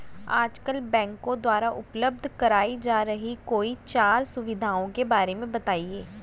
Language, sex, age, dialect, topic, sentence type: Hindi, female, 18-24, Hindustani Malvi Khadi Boli, banking, question